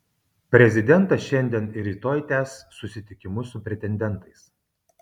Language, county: Lithuanian, Kaunas